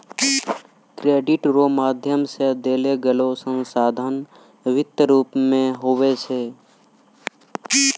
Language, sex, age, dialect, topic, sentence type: Maithili, male, 18-24, Angika, banking, statement